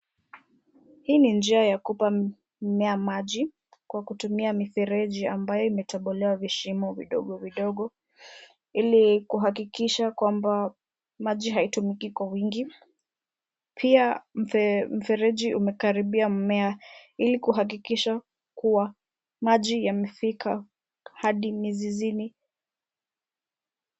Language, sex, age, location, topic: Swahili, female, 18-24, Nairobi, agriculture